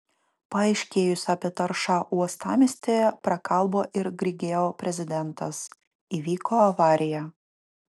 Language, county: Lithuanian, Utena